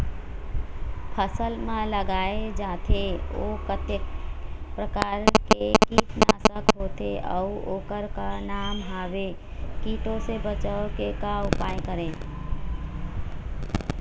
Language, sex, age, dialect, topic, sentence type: Chhattisgarhi, female, 41-45, Eastern, agriculture, question